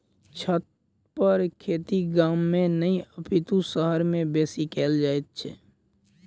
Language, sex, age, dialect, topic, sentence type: Maithili, male, 18-24, Southern/Standard, agriculture, statement